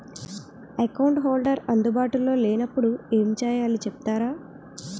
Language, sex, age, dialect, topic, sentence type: Telugu, female, 18-24, Utterandhra, banking, question